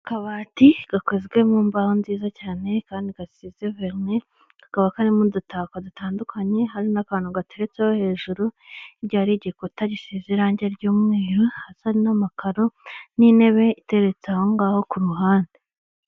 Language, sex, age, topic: Kinyarwanda, male, 18-24, finance